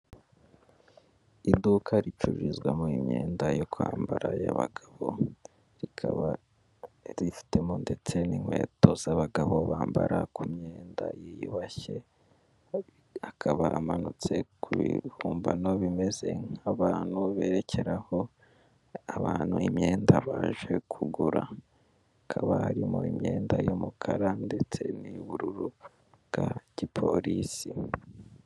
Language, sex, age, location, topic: Kinyarwanda, male, 18-24, Kigali, finance